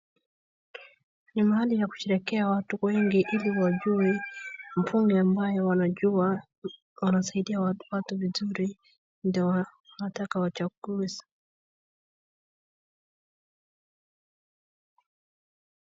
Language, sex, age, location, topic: Swahili, female, 25-35, Wajir, government